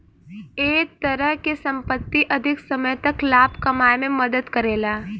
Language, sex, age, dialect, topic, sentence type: Bhojpuri, female, 18-24, Southern / Standard, banking, statement